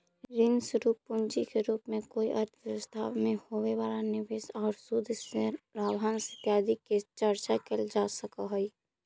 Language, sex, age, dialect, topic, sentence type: Magahi, female, 25-30, Central/Standard, agriculture, statement